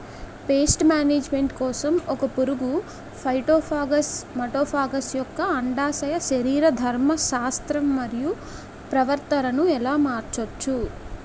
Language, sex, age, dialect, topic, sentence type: Telugu, female, 18-24, Utterandhra, agriculture, question